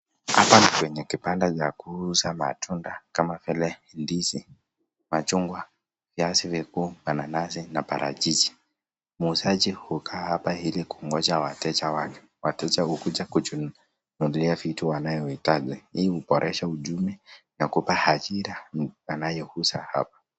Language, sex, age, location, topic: Swahili, male, 18-24, Nakuru, finance